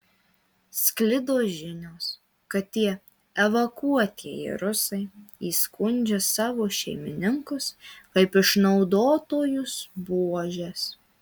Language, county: Lithuanian, Marijampolė